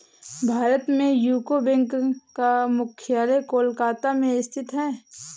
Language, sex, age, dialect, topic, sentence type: Hindi, female, 18-24, Awadhi Bundeli, banking, statement